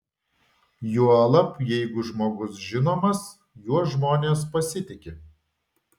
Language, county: Lithuanian, Vilnius